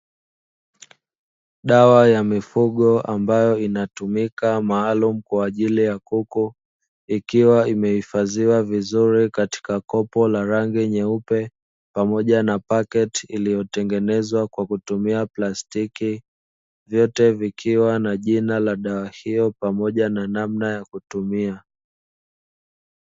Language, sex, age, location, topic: Swahili, male, 25-35, Dar es Salaam, agriculture